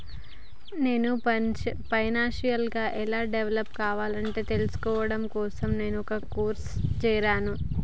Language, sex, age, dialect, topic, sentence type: Telugu, female, 25-30, Telangana, banking, statement